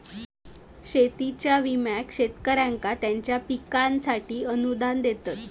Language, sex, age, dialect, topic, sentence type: Marathi, female, 18-24, Southern Konkan, agriculture, statement